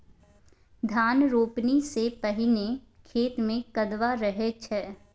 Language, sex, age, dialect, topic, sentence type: Maithili, female, 18-24, Bajjika, agriculture, statement